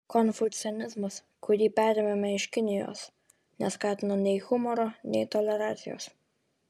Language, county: Lithuanian, Vilnius